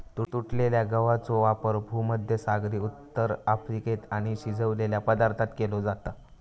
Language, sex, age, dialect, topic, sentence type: Marathi, male, 18-24, Southern Konkan, agriculture, statement